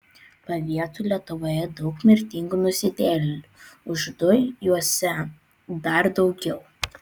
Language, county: Lithuanian, Vilnius